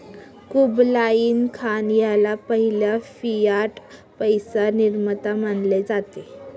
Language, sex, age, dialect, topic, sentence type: Marathi, female, 18-24, Northern Konkan, banking, statement